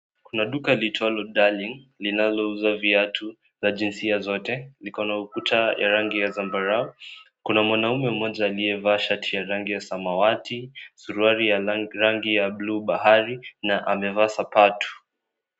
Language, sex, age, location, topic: Swahili, male, 18-24, Kisii, finance